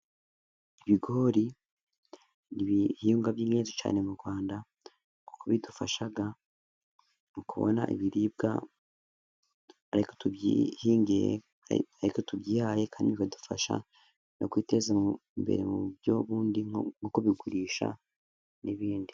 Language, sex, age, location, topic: Kinyarwanda, male, 18-24, Musanze, agriculture